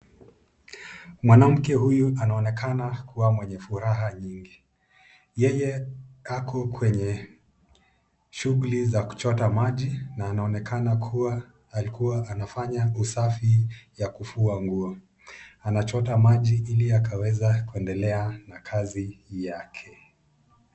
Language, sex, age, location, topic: Swahili, male, 25-35, Nakuru, health